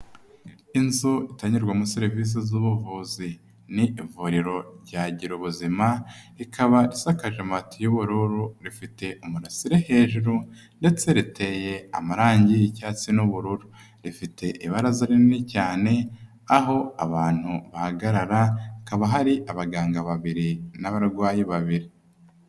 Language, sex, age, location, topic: Kinyarwanda, male, 25-35, Nyagatare, health